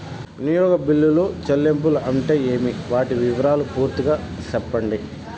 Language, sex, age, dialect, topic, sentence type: Telugu, male, 31-35, Southern, banking, question